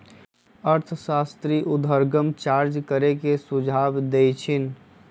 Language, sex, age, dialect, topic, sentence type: Magahi, female, 51-55, Western, banking, statement